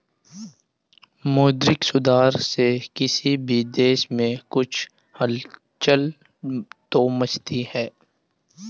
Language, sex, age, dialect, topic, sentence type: Hindi, male, 18-24, Hindustani Malvi Khadi Boli, banking, statement